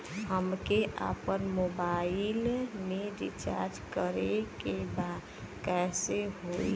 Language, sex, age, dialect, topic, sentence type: Bhojpuri, female, 31-35, Western, banking, question